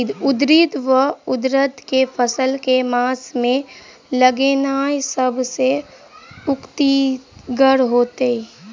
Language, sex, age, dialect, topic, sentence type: Maithili, female, 46-50, Southern/Standard, agriculture, question